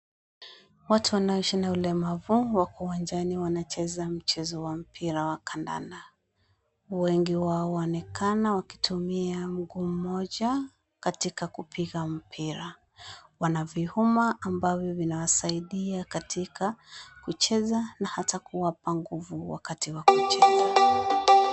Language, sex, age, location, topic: Swahili, female, 25-35, Kisumu, education